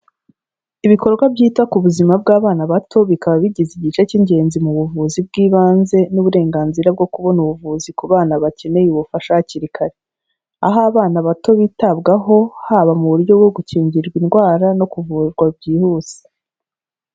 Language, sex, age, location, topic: Kinyarwanda, female, 25-35, Kigali, health